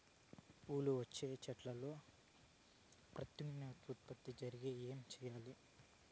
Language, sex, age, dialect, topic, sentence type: Telugu, male, 31-35, Southern, agriculture, question